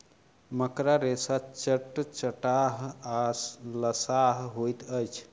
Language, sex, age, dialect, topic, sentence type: Maithili, male, 31-35, Southern/Standard, agriculture, statement